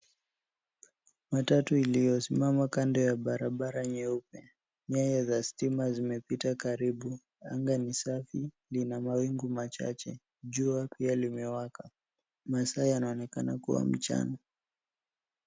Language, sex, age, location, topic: Swahili, male, 18-24, Nairobi, finance